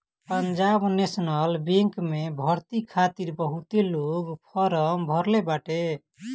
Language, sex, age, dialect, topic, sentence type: Bhojpuri, male, 18-24, Northern, banking, statement